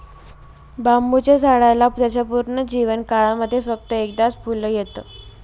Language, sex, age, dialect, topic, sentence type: Marathi, female, 18-24, Northern Konkan, agriculture, statement